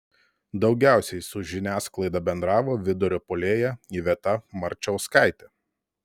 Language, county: Lithuanian, Telšiai